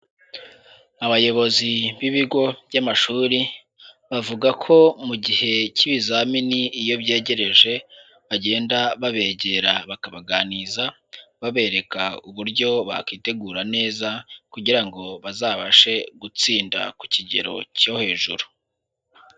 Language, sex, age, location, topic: Kinyarwanda, male, 18-24, Huye, education